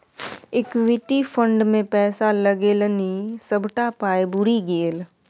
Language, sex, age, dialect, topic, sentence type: Maithili, female, 25-30, Bajjika, banking, statement